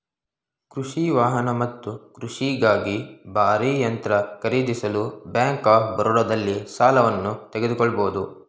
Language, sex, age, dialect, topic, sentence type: Kannada, male, 18-24, Mysore Kannada, agriculture, statement